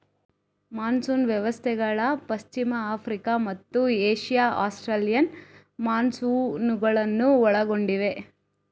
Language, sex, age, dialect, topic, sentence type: Kannada, female, 18-24, Coastal/Dakshin, agriculture, statement